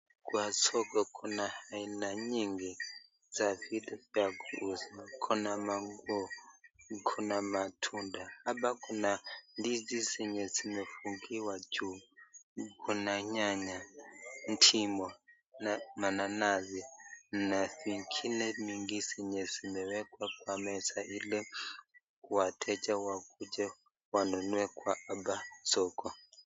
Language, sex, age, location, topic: Swahili, male, 25-35, Nakuru, finance